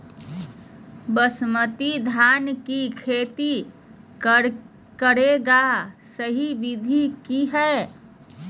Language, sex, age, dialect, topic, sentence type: Magahi, female, 31-35, Southern, agriculture, question